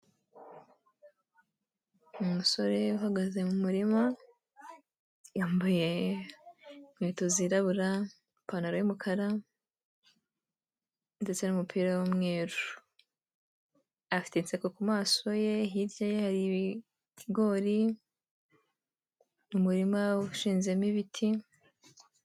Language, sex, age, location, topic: Kinyarwanda, female, 18-24, Kigali, agriculture